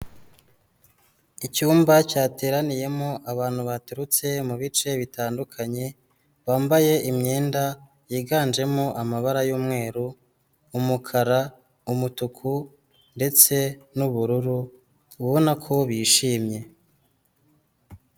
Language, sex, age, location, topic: Kinyarwanda, female, 18-24, Kigali, health